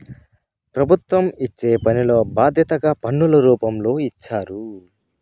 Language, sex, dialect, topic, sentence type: Telugu, male, Southern, banking, statement